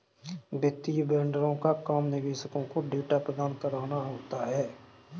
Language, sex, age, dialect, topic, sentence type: Hindi, male, 36-40, Kanauji Braj Bhasha, banking, statement